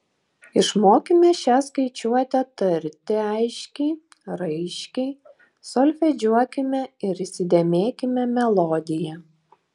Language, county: Lithuanian, Šiauliai